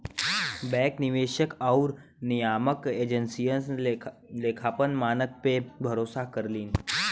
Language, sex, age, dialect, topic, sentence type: Bhojpuri, female, 36-40, Western, banking, statement